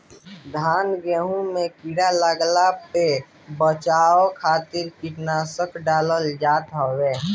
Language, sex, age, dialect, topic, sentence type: Bhojpuri, male, <18, Northern, agriculture, statement